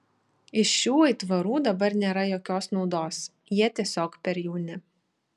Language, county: Lithuanian, Šiauliai